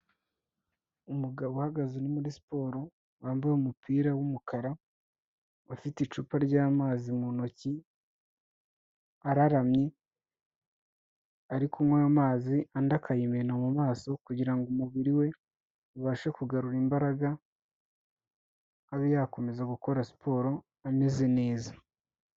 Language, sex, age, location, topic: Kinyarwanda, male, 18-24, Kigali, health